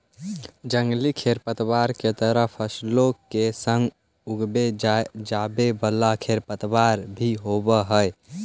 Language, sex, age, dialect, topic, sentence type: Magahi, male, 18-24, Central/Standard, agriculture, statement